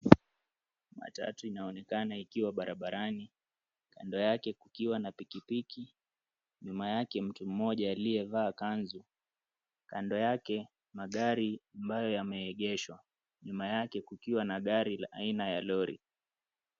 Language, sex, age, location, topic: Swahili, male, 25-35, Mombasa, government